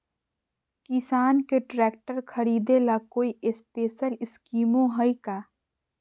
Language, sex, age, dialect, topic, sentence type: Magahi, female, 41-45, Southern, agriculture, statement